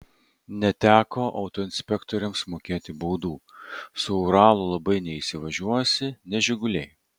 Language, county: Lithuanian, Vilnius